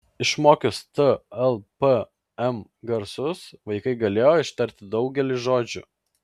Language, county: Lithuanian, Klaipėda